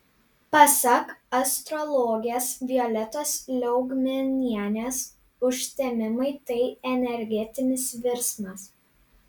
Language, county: Lithuanian, Panevėžys